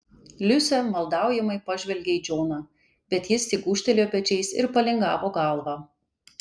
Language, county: Lithuanian, Kaunas